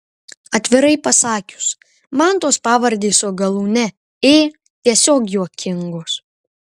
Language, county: Lithuanian, Marijampolė